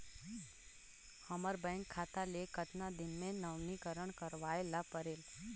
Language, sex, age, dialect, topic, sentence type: Chhattisgarhi, female, 31-35, Northern/Bhandar, banking, question